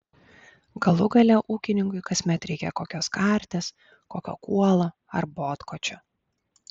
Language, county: Lithuanian, Klaipėda